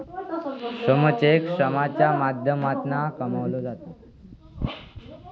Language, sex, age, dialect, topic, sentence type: Marathi, male, 18-24, Southern Konkan, banking, statement